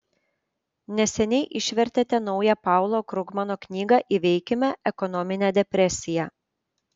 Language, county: Lithuanian, Panevėžys